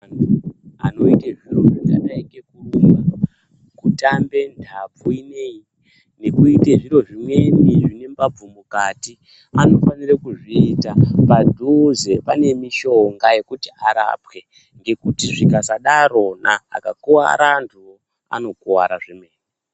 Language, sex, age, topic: Ndau, male, 25-35, health